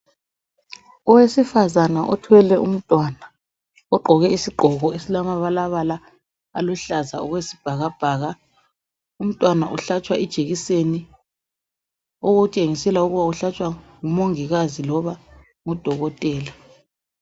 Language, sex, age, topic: North Ndebele, female, 25-35, health